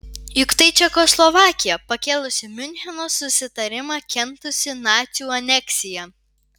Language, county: Lithuanian, Vilnius